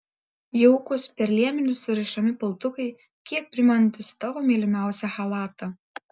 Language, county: Lithuanian, Vilnius